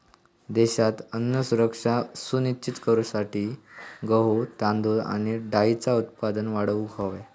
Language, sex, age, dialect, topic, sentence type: Marathi, male, 18-24, Southern Konkan, agriculture, statement